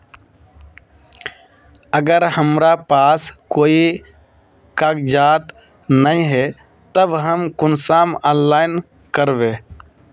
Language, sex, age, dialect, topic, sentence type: Magahi, male, 18-24, Northeastern/Surjapuri, banking, question